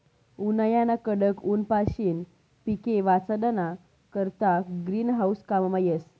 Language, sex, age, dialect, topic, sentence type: Marathi, female, 31-35, Northern Konkan, agriculture, statement